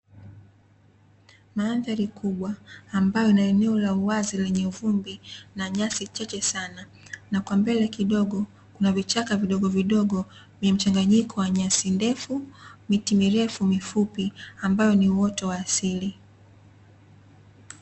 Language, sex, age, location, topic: Swahili, female, 18-24, Dar es Salaam, agriculture